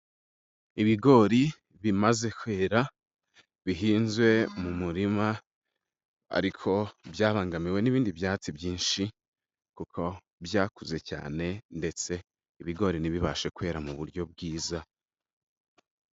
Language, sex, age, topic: Kinyarwanda, male, 18-24, agriculture